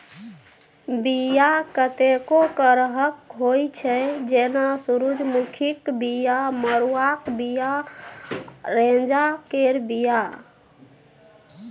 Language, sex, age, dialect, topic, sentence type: Maithili, female, 31-35, Bajjika, agriculture, statement